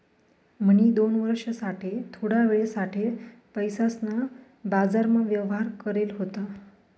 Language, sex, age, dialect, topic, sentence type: Marathi, female, 31-35, Northern Konkan, banking, statement